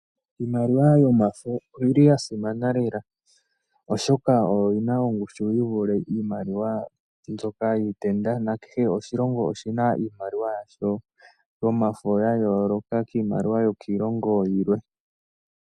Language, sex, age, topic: Oshiwambo, male, 18-24, finance